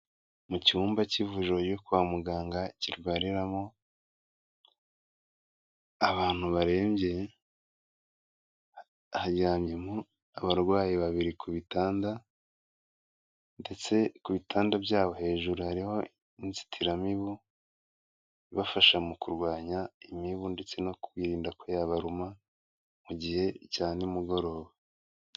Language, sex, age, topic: Kinyarwanda, male, 25-35, health